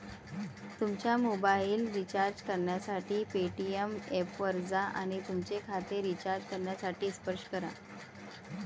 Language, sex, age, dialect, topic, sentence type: Marathi, female, 36-40, Varhadi, banking, statement